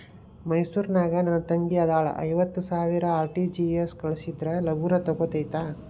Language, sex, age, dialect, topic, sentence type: Kannada, male, 31-35, Dharwad Kannada, banking, question